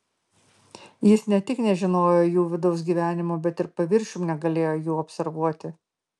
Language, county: Lithuanian, Marijampolė